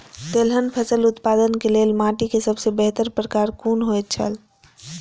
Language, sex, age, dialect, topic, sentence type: Maithili, male, 25-30, Eastern / Thethi, agriculture, question